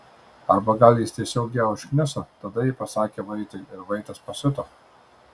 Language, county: Lithuanian, Tauragė